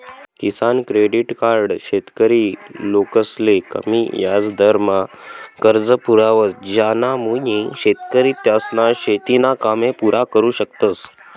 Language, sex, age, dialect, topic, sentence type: Marathi, male, 18-24, Northern Konkan, agriculture, statement